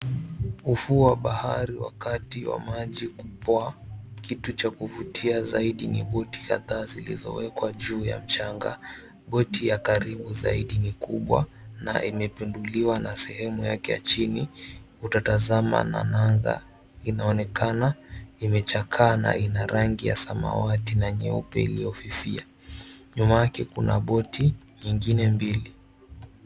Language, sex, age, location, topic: Swahili, male, 18-24, Mombasa, government